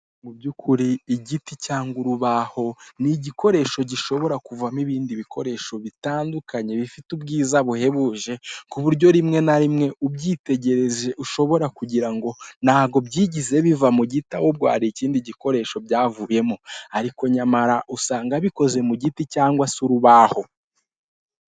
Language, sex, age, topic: Kinyarwanda, male, 18-24, finance